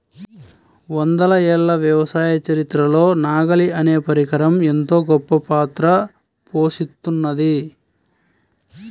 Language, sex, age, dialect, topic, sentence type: Telugu, male, 41-45, Central/Coastal, agriculture, statement